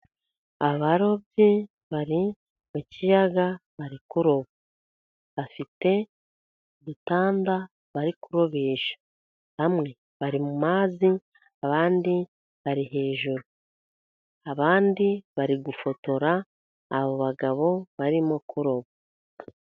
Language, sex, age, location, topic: Kinyarwanda, female, 50+, Musanze, agriculture